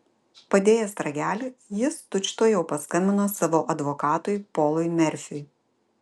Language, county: Lithuanian, Vilnius